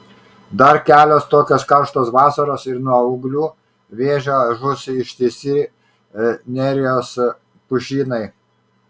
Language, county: Lithuanian, Kaunas